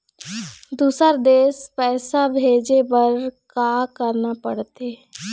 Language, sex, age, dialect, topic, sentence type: Chhattisgarhi, female, 25-30, Eastern, banking, question